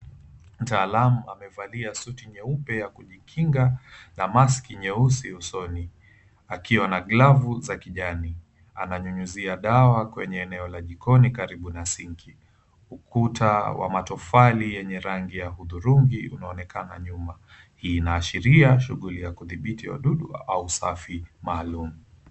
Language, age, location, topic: Swahili, 25-35, Mombasa, health